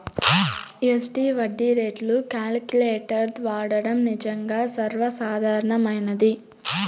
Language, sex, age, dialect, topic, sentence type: Telugu, male, 18-24, Southern, banking, statement